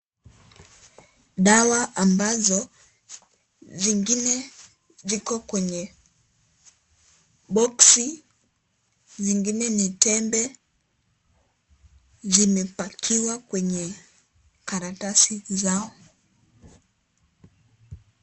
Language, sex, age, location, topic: Swahili, female, 18-24, Kisii, health